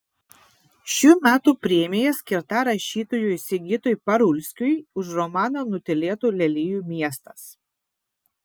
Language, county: Lithuanian, Vilnius